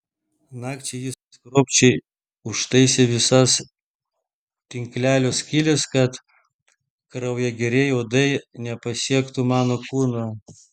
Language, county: Lithuanian, Vilnius